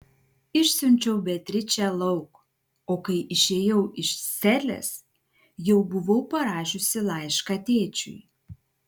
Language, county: Lithuanian, Klaipėda